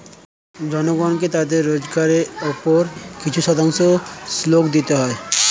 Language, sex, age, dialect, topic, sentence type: Bengali, male, 18-24, Standard Colloquial, banking, statement